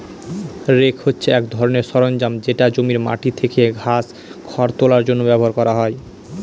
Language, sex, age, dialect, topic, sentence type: Bengali, male, 18-24, Northern/Varendri, agriculture, statement